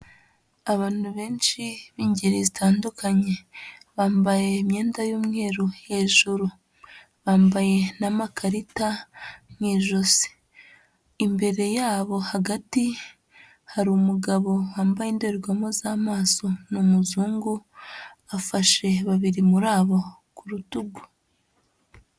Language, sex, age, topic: Kinyarwanda, female, 25-35, health